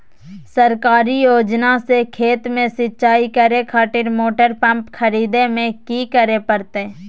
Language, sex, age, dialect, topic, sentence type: Magahi, female, 18-24, Southern, agriculture, question